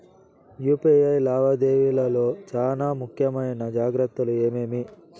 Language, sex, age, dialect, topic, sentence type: Telugu, male, 18-24, Southern, banking, question